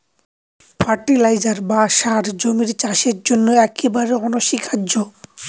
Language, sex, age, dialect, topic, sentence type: Bengali, male, 25-30, Northern/Varendri, agriculture, statement